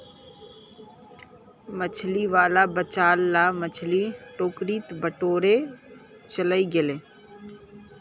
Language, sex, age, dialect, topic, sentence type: Magahi, female, 18-24, Northeastern/Surjapuri, agriculture, statement